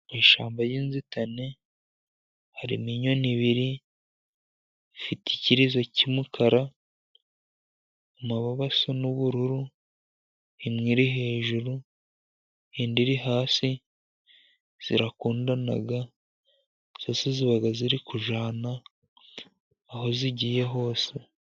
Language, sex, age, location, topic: Kinyarwanda, male, 50+, Musanze, agriculture